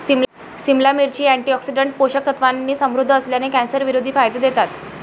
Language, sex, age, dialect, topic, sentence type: Marathi, female, <18, Varhadi, agriculture, statement